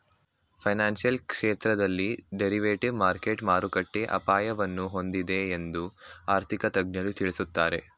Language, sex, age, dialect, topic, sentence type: Kannada, male, 18-24, Mysore Kannada, banking, statement